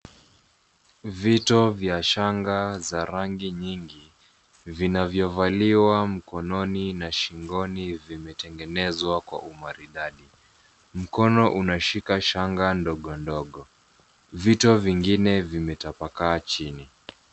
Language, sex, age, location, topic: Swahili, male, 25-35, Nairobi, finance